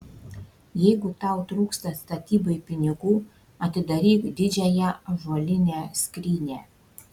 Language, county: Lithuanian, Šiauliai